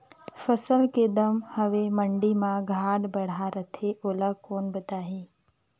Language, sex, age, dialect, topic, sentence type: Chhattisgarhi, female, 60-100, Northern/Bhandar, agriculture, question